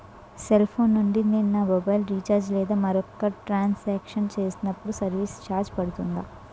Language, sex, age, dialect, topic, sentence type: Telugu, female, 18-24, Utterandhra, banking, question